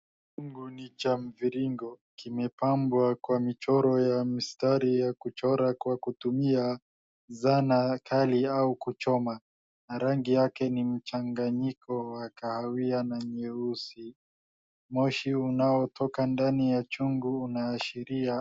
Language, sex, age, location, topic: Swahili, male, 50+, Wajir, health